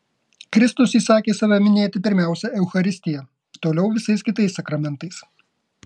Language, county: Lithuanian, Kaunas